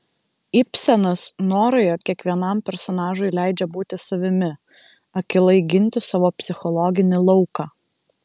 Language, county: Lithuanian, Vilnius